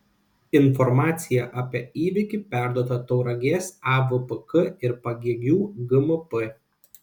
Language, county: Lithuanian, Kaunas